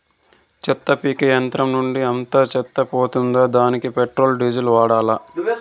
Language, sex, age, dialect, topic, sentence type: Telugu, male, 51-55, Southern, agriculture, question